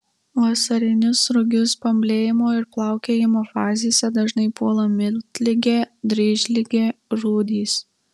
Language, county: Lithuanian, Marijampolė